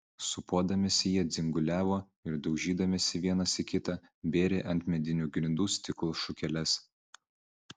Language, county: Lithuanian, Vilnius